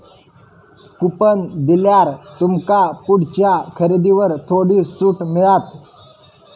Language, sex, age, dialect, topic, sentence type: Marathi, female, 25-30, Southern Konkan, banking, statement